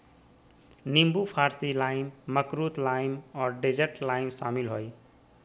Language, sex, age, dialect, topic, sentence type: Magahi, male, 36-40, Southern, agriculture, statement